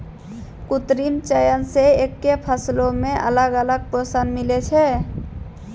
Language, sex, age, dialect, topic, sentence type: Maithili, female, 18-24, Angika, agriculture, statement